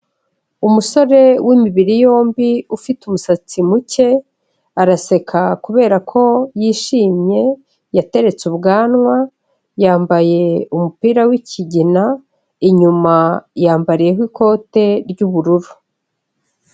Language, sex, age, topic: Kinyarwanda, female, 36-49, health